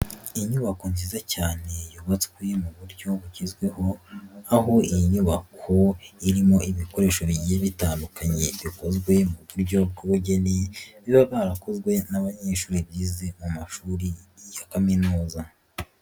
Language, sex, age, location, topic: Kinyarwanda, male, 36-49, Nyagatare, education